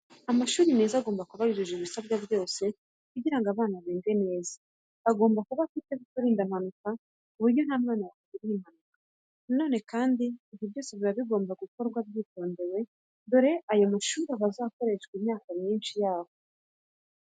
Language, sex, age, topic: Kinyarwanda, female, 25-35, education